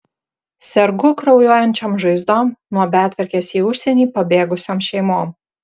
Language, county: Lithuanian, Marijampolė